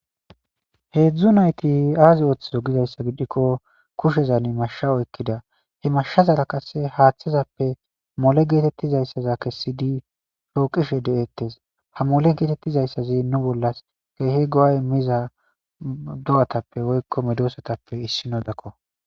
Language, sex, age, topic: Gamo, male, 18-24, government